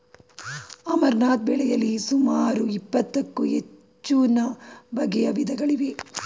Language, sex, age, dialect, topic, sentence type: Kannada, female, 36-40, Mysore Kannada, agriculture, statement